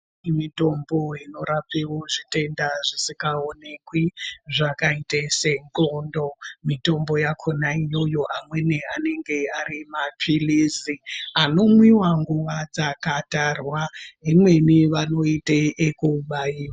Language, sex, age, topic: Ndau, female, 36-49, health